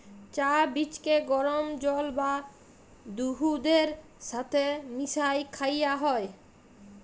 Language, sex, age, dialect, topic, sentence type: Bengali, female, 25-30, Jharkhandi, agriculture, statement